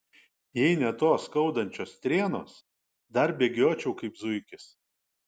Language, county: Lithuanian, Kaunas